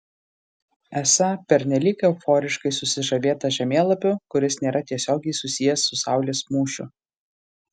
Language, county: Lithuanian, Marijampolė